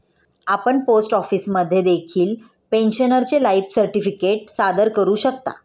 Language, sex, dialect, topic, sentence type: Marathi, female, Standard Marathi, banking, statement